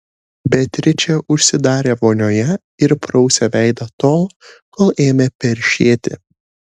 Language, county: Lithuanian, Šiauliai